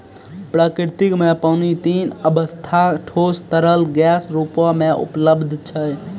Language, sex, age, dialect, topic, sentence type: Maithili, male, 18-24, Angika, agriculture, statement